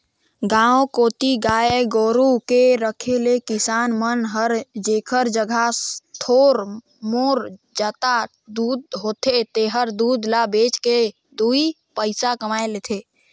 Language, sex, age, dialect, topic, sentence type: Chhattisgarhi, male, 25-30, Northern/Bhandar, agriculture, statement